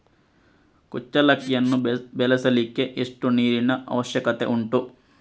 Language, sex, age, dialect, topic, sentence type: Kannada, male, 60-100, Coastal/Dakshin, agriculture, question